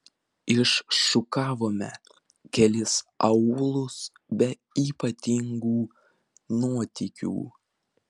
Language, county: Lithuanian, Vilnius